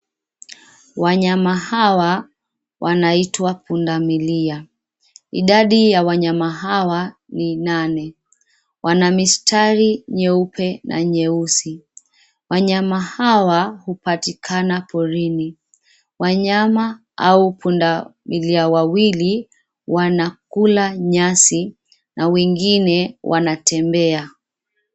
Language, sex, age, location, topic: Swahili, female, 25-35, Nairobi, government